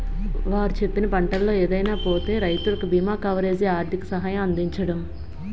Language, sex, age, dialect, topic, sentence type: Telugu, female, 25-30, Utterandhra, agriculture, statement